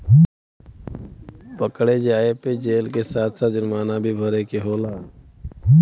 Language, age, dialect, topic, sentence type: Bhojpuri, 25-30, Western, banking, statement